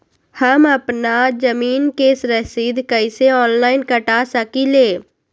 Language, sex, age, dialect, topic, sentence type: Magahi, female, 18-24, Western, banking, question